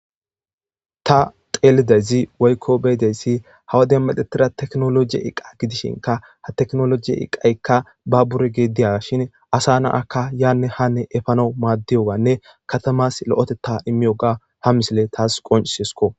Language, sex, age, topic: Gamo, male, 25-35, government